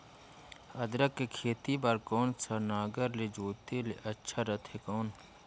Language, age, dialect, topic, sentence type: Chhattisgarhi, 41-45, Northern/Bhandar, agriculture, question